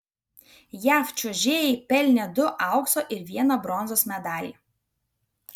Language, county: Lithuanian, Vilnius